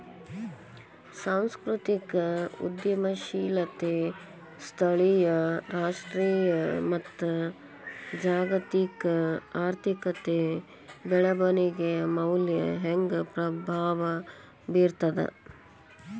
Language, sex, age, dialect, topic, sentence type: Kannada, male, 18-24, Dharwad Kannada, banking, statement